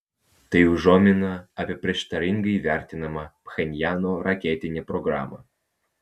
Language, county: Lithuanian, Vilnius